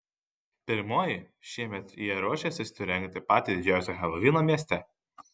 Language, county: Lithuanian, Kaunas